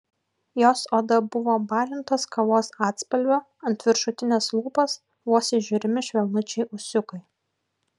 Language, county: Lithuanian, Kaunas